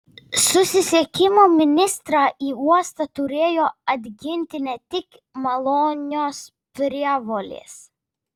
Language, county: Lithuanian, Vilnius